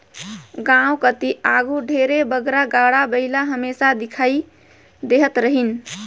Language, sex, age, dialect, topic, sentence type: Chhattisgarhi, female, 31-35, Northern/Bhandar, agriculture, statement